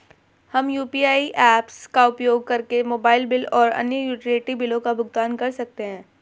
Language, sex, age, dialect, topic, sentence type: Hindi, female, 18-24, Hindustani Malvi Khadi Boli, banking, statement